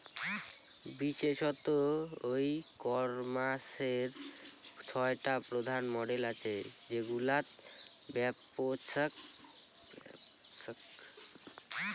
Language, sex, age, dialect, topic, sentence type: Bengali, male, <18, Rajbangshi, agriculture, statement